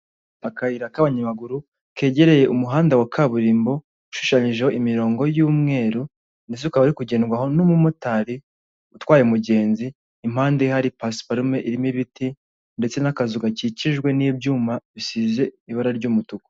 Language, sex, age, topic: Kinyarwanda, male, 18-24, government